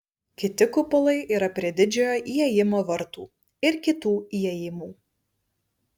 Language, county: Lithuanian, Vilnius